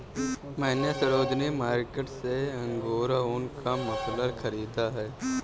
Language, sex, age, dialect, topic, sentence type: Hindi, male, 18-24, Kanauji Braj Bhasha, agriculture, statement